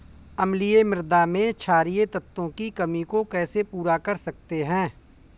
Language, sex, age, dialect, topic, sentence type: Hindi, male, 41-45, Awadhi Bundeli, agriculture, question